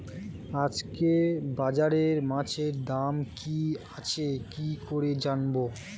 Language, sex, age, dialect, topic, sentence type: Bengali, male, 25-30, Standard Colloquial, agriculture, question